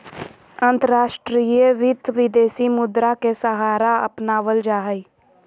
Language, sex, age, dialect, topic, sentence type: Magahi, female, 18-24, Southern, banking, statement